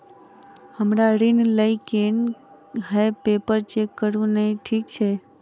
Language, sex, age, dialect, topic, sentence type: Maithili, female, 41-45, Southern/Standard, banking, question